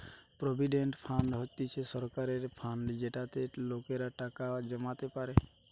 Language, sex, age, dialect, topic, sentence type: Bengali, male, 18-24, Western, banking, statement